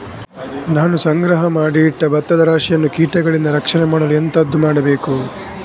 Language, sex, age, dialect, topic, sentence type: Kannada, male, 18-24, Coastal/Dakshin, agriculture, question